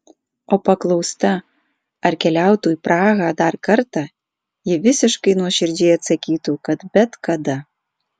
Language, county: Lithuanian, Alytus